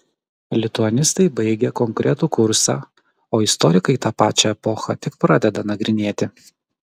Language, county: Lithuanian, Kaunas